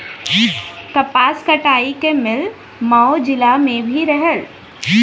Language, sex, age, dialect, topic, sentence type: Bhojpuri, female, 18-24, Western, agriculture, statement